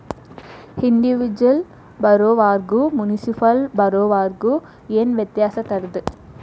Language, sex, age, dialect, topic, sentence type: Kannada, female, 18-24, Dharwad Kannada, banking, statement